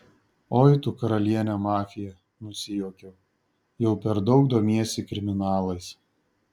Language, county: Lithuanian, Šiauliai